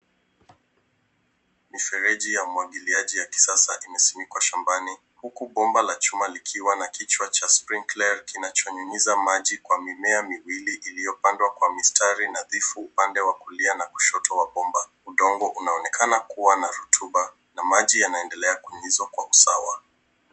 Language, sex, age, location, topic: Swahili, male, 18-24, Nairobi, agriculture